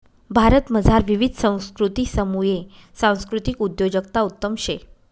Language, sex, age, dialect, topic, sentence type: Marathi, female, 25-30, Northern Konkan, banking, statement